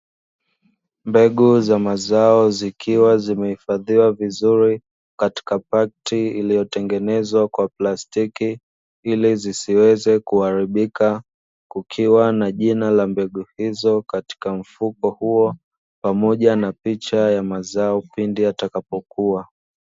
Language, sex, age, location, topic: Swahili, male, 25-35, Dar es Salaam, agriculture